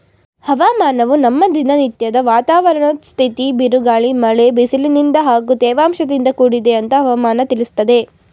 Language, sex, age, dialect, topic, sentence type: Kannada, female, 18-24, Mysore Kannada, agriculture, statement